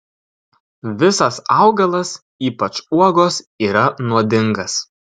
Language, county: Lithuanian, Kaunas